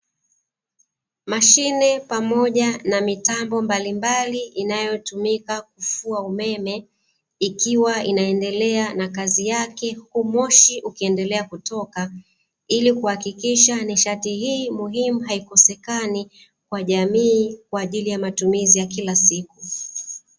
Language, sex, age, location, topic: Swahili, female, 36-49, Dar es Salaam, government